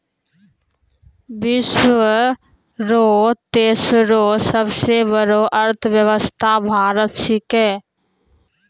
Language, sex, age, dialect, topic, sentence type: Maithili, female, 18-24, Angika, banking, statement